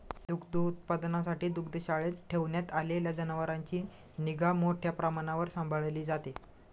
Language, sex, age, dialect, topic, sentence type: Marathi, male, 25-30, Standard Marathi, agriculture, statement